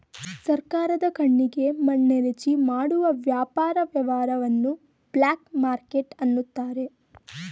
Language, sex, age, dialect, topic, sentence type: Kannada, female, 18-24, Mysore Kannada, banking, statement